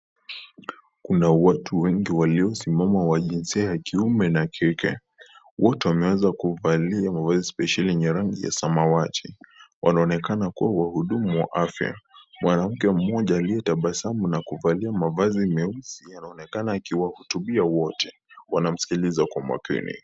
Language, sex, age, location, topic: Swahili, male, 18-24, Kisii, health